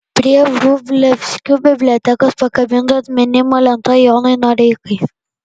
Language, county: Lithuanian, Panevėžys